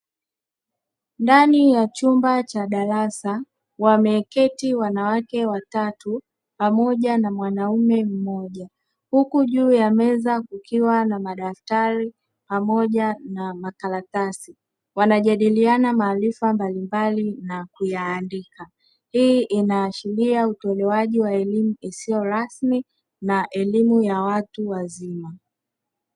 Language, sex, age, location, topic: Swahili, female, 25-35, Dar es Salaam, education